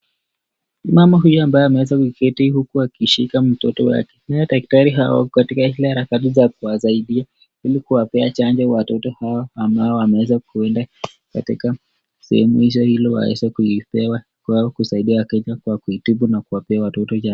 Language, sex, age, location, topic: Swahili, male, 25-35, Nakuru, health